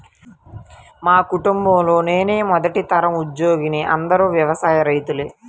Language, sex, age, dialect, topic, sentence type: Telugu, female, 25-30, Central/Coastal, agriculture, statement